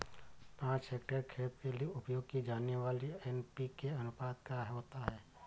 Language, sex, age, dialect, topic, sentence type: Hindi, male, 25-30, Awadhi Bundeli, agriculture, question